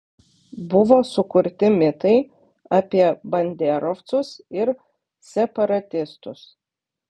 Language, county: Lithuanian, Vilnius